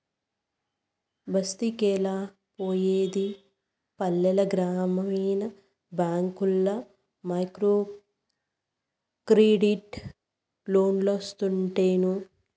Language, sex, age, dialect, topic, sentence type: Telugu, female, 56-60, Southern, banking, statement